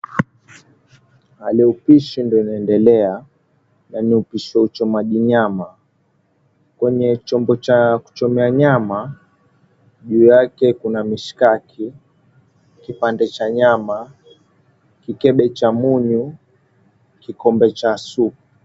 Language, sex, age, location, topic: Swahili, male, 18-24, Mombasa, agriculture